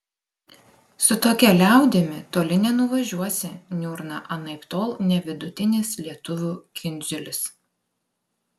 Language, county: Lithuanian, Klaipėda